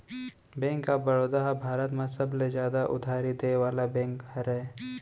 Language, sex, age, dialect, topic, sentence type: Chhattisgarhi, male, 18-24, Central, banking, statement